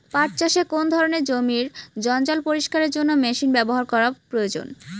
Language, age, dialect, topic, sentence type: Bengali, 25-30, Rajbangshi, agriculture, question